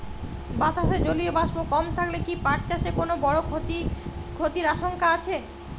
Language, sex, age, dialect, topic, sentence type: Bengali, female, 25-30, Jharkhandi, agriculture, question